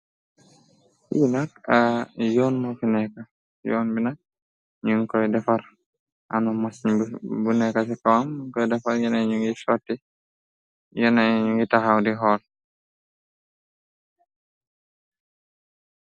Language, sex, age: Wolof, male, 25-35